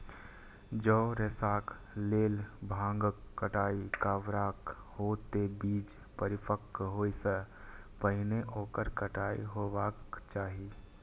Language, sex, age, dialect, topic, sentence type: Maithili, male, 18-24, Eastern / Thethi, agriculture, statement